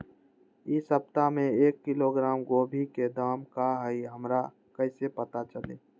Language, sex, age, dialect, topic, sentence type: Magahi, male, 18-24, Western, agriculture, question